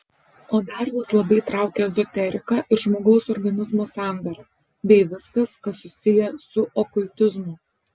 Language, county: Lithuanian, Alytus